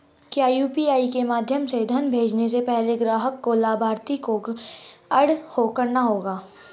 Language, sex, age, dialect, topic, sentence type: Hindi, female, 36-40, Hindustani Malvi Khadi Boli, banking, question